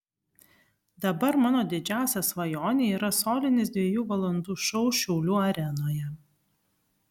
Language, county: Lithuanian, Kaunas